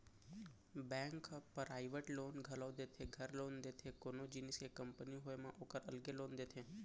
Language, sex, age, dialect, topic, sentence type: Chhattisgarhi, male, 25-30, Central, banking, statement